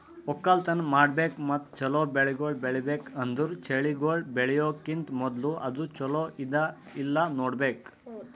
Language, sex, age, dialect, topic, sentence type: Kannada, male, 18-24, Northeastern, agriculture, statement